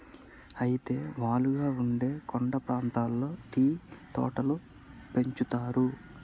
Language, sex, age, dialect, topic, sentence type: Telugu, male, 31-35, Telangana, agriculture, statement